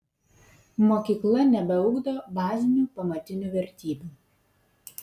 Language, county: Lithuanian, Vilnius